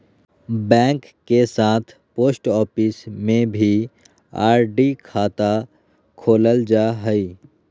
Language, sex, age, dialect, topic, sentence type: Magahi, male, 18-24, Southern, banking, statement